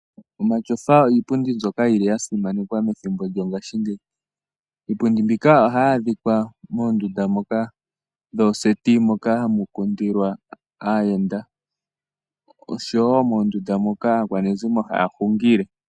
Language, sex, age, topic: Oshiwambo, female, 18-24, finance